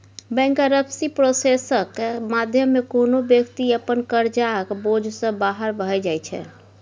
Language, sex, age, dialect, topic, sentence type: Maithili, female, 18-24, Bajjika, banking, statement